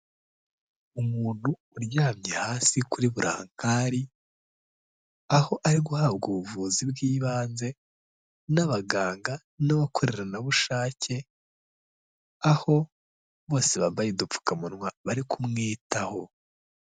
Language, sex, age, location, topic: Kinyarwanda, male, 18-24, Kigali, health